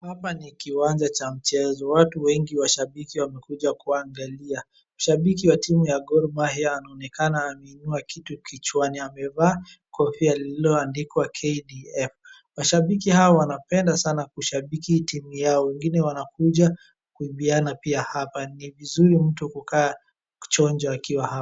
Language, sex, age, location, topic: Swahili, male, 18-24, Wajir, government